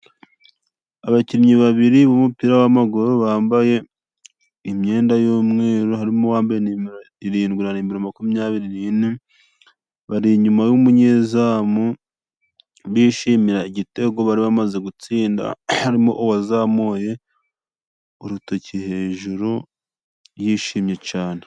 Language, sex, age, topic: Kinyarwanda, male, 25-35, government